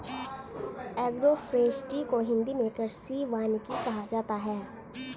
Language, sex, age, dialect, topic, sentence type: Hindi, male, 36-40, Hindustani Malvi Khadi Boli, agriculture, statement